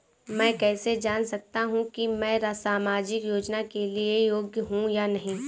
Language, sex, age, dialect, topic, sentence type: Hindi, female, 18-24, Awadhi Bundeli, banking, question